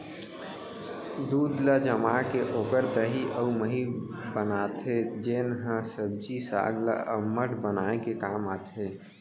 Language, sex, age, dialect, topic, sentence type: Chhattisgarhi, male, 18-24, Central, agriculture, statement